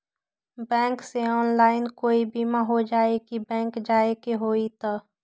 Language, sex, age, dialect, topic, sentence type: Magahi, female, 18-24, Western, banking, question